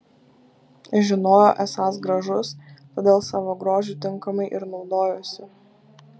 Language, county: Lithuanian, Kaunas